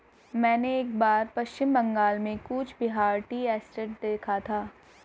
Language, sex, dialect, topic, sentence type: Hindi, female, Hindustani Malvi Khadi Boli, agriculture, statement